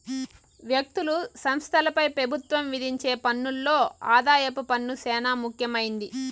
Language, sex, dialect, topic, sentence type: Telugu, female, Southern, banking, statement